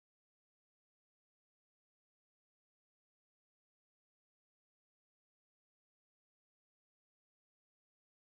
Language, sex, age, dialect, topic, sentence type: Telugu, male, 18-24, Central/Coastal, banking, statement